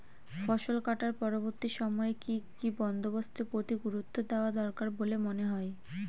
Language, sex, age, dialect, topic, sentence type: Bengali, female, 18-24, Northern/Varendri, agriculture, statement